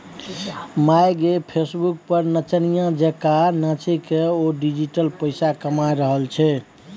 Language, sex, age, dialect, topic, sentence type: Maithili, male, 31-35, Bajjika, banking, statement